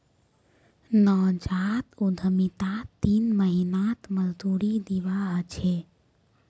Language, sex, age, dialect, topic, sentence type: Magahi, female, 25-30, Northeastern/Surjapuri, banking, statement